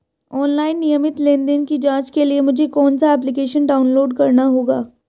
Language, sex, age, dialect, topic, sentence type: Hindi, female, 18-24, Marwari Dhudhari, banking, question